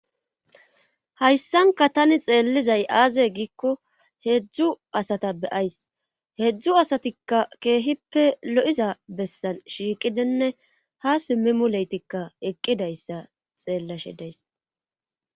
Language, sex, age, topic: Gamo, female, 36-49, government